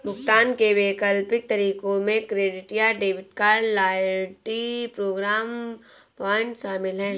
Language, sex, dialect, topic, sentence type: Hindi, female, Marwari Dhudhari, banking, statement